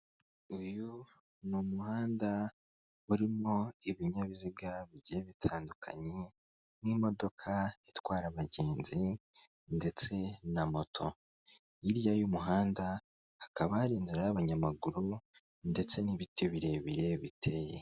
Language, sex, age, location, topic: Kinyarwanda, male, 25-35, Kigali, government